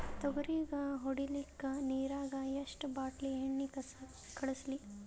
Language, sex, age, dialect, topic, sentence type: Kannada, male, 18-24, Northeastern, agriculture, question